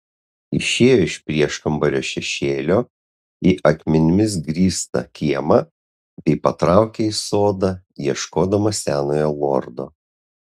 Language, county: Lithuanian, Utena